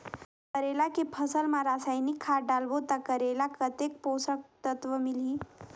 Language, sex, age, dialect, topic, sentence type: Chhattisgarhi, female, 18-24, Northern/Bhandar, agriculture, question